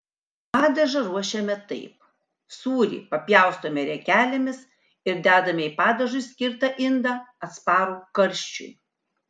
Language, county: Lithuanian, Kaunas